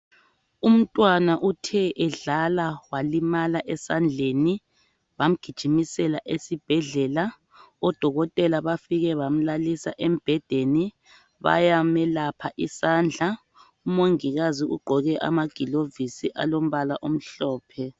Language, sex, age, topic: North Ndebele, female, 25-35, health